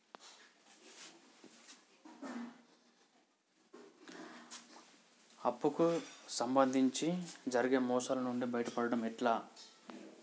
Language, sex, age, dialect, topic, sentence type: Telugu, male, 41-45, Telangana, banking, question